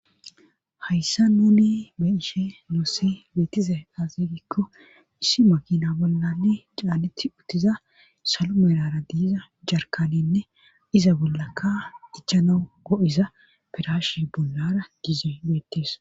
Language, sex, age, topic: Gamo, female, 36-49, government